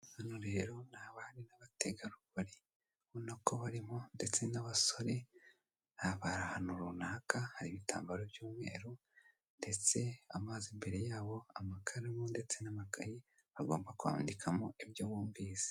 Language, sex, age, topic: Kinyarwanda, male, 18-24, government